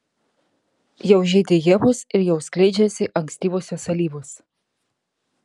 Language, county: Lithuanian, Vilnius